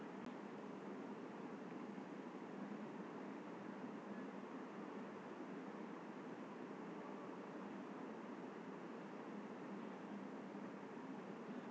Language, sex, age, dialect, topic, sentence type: Maithili, female, 36-40, Bajjika, banking, statement